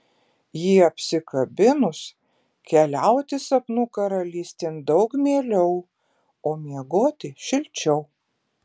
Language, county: Lithuanian, Klaipėda